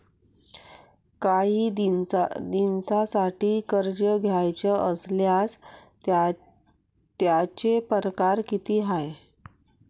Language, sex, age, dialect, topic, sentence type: Marathi, female, 41-45, Varhadi, banking, question